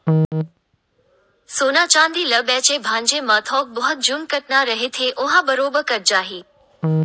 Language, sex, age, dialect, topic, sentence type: Chhattisgarhi, male, 18-24, Western/Budati/Khatahi, banking, statement